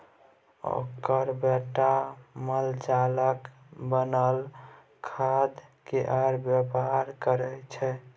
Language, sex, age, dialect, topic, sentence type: Maithili, male, 18-24, Bajjika, agriculture, statement